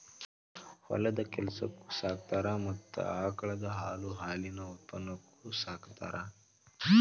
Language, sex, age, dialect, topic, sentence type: Kannada, male, 18-24, Dharwad Kannada, agriculture, statement